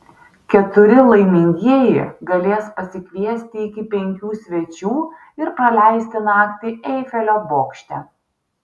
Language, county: Lithuanian, Vilnius